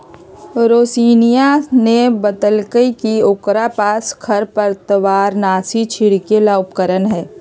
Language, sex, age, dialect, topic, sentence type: Magahi, female, 51-55, Western, agriculture, statement